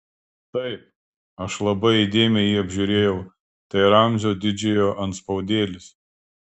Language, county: Lithuanian, Klaipėda